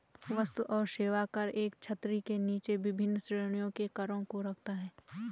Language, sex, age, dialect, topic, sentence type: Hindi, female, 18-24, Garhwali, banking, statement